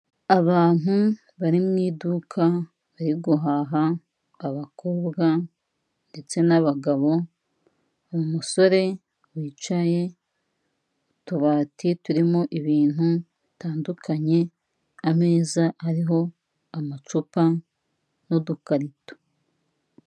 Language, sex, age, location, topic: Kinyarwanda, female, 25-35, Kigali, finance